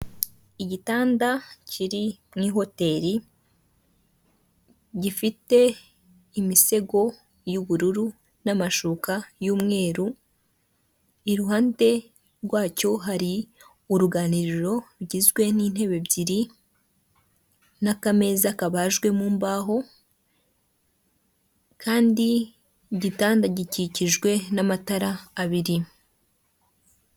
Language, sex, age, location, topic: Kinyarwanda, female, 18-24, Kigali, finance